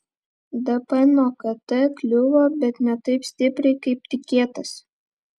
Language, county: Lithuanian, Vilnius